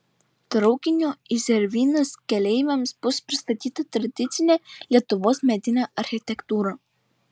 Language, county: Lithuanian, Šiauliai